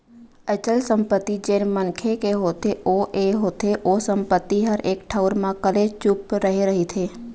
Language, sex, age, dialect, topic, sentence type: Chhattisgarhi, female, 18-24, Central, banking, statement